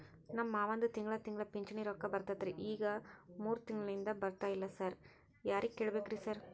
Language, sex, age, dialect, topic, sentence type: Kannada, female, 18-24, Dharwad Kannada, banking, question